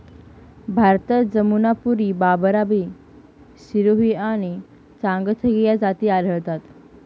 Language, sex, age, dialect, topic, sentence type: Marathi, female, 18-24, Northern Konkan, agriculture, statement